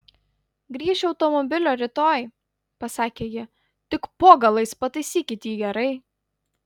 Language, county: Lithuanian, Utena